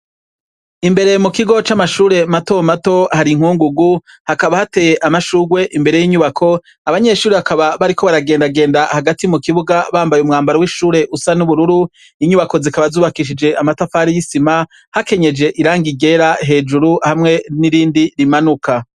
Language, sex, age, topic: Rundi, male, 36-49, education